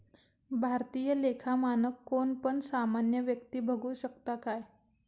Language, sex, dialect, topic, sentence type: Marathi, female, Southern Konkan, banking, statement